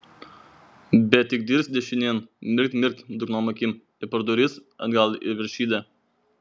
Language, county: Lithuanian, Vilnius